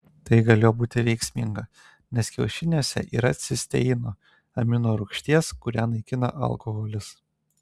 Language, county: Lithuanian, Telšiai